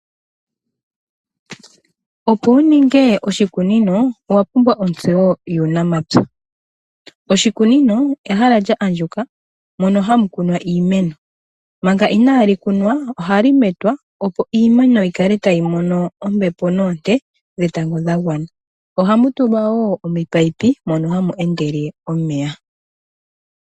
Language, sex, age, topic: Oshiwambo, female, 25-35, agriculture